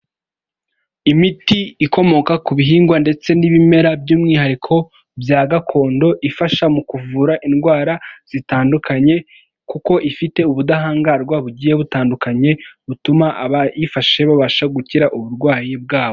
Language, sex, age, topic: Kinyarwanda, male, 18-24, health